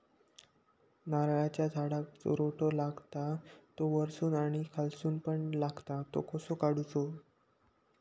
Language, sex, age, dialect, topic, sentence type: Marathi, male, 51-55, Southern Konkan, agriculture, question